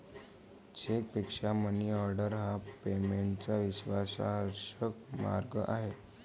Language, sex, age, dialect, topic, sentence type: Marathi, male, 18-24, Varhadi, banking, statement